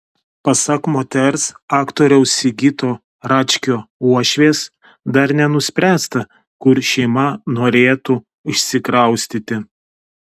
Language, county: Lithuanian, Telšiai